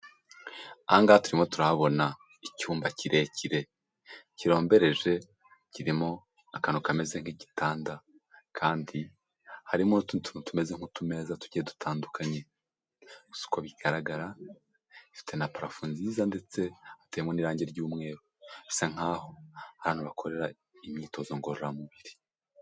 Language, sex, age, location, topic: Kinyarwanda, male, 18-24, Huye, health